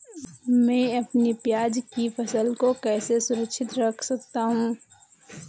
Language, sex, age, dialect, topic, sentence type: Hindi, female, 18-24, Awadhi Bundeli, agriculture, question